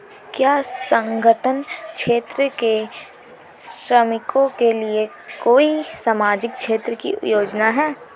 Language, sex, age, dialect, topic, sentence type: Hindi, female, 18-24, Marwari Dhudhari, banking, question